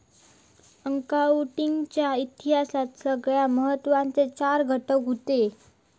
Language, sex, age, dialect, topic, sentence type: Marathi, female, 18-24, Southern Konkan, banking, statement